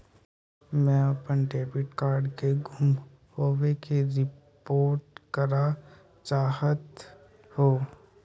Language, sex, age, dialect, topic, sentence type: Chhattisgarhi, male, 18-24, Northern/Bhandar, banking, statement